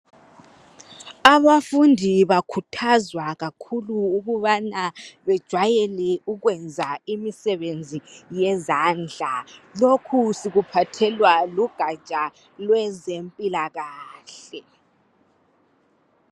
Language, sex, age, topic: North Ndebele, male, 50+, health